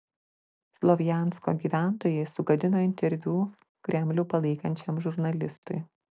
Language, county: Lithuanian, Klaipėda